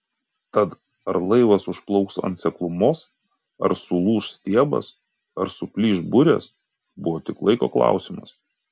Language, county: Lithuanian, Kaunas